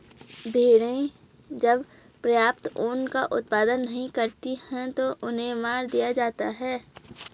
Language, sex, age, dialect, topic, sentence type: Hindi, female, 25-30, Garhwali, agriculture, statement